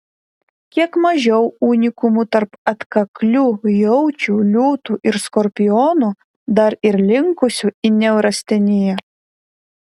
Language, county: Lithuanian, Vilnius